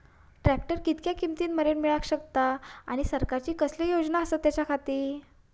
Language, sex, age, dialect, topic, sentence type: Marathi, female, 41-45, Southern Konkan, agriculture, question